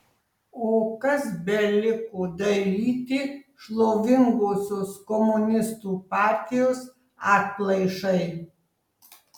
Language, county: Lithuanian, Tauragė